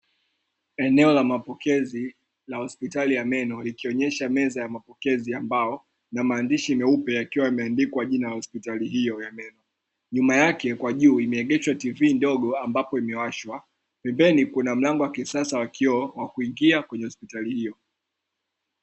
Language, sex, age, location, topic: Swahili, male, 25-35, Dar es Salaam, health